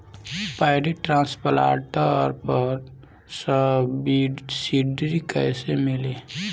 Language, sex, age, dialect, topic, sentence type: Bhojpuri, male, 18-24, Northern, agriculture, question